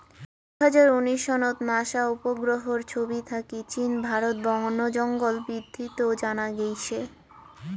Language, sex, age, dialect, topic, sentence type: Bengali, female, 18-24, Rajbangshi, agriculture, statement